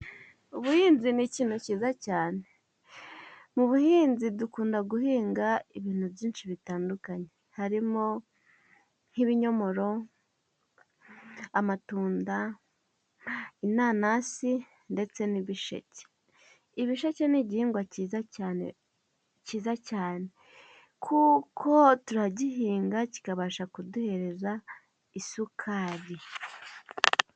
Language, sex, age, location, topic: Kinyarwanda, female, 18-24, Musanze, agriculture